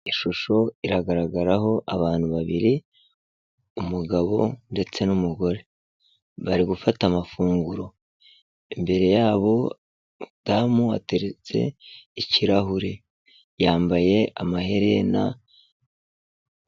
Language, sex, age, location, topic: Kinyarwanda, male, 36-49, Kigali, health